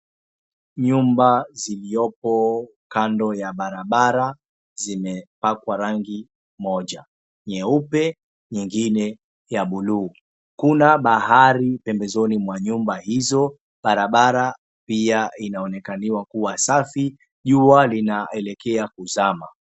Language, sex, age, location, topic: Swahili, male, 25-35, Mombasa, government